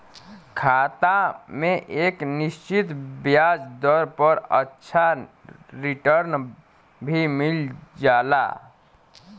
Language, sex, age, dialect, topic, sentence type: Bhojpuri, male, 31-35, Western, banking, statement